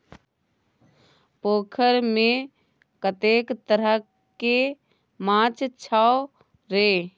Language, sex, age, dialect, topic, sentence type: Maithili, female, 25-30, Bajjika, agriculture, statement